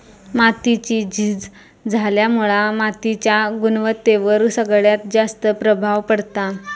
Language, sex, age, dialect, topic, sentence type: Marathi, female, 25-30, Southern Konkan, agriculture, statement